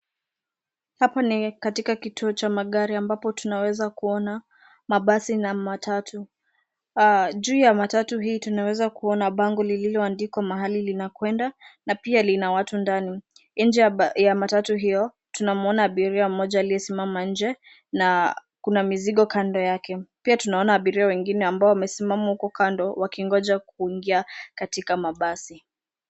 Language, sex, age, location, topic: Swahili, female, 18-24, Nairobi, government